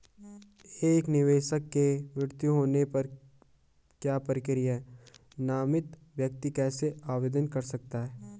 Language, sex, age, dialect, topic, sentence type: Hindi, male, 18-24, Garhwali, banking, question